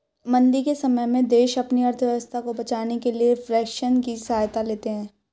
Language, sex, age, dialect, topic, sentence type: Hindi, female, 18-24, Hindustani Malvi Khadi Boli, banking, statement